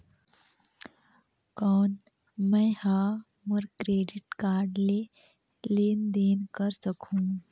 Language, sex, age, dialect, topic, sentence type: Chhattisgarhi, female, 18-24, Northern/Bhandar, banking, question